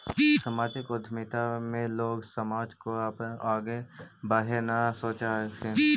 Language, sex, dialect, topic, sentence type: Magahi, male, Central/Standard, banking, statement